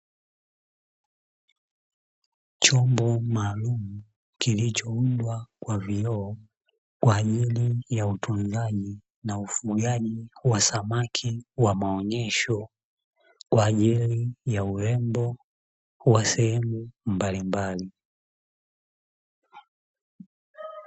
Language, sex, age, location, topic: Swahili, male, 25-35, Dar es Salaam, agriculture